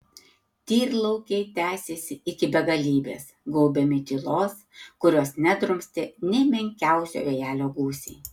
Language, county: Lithuanian, Tauragė